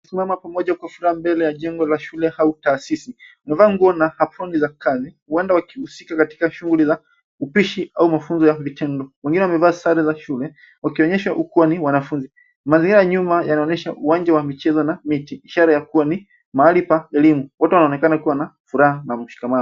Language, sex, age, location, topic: Swahili, male, 25-35, Nairobi, education